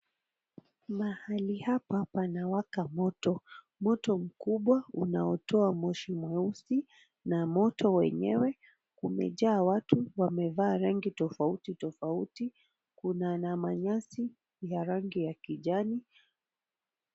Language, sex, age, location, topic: Swahili, female, 36-49, Mombasa, health